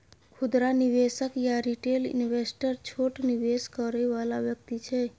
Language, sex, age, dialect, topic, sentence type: Maithili, female, 25-30, Bajjika, banking, statement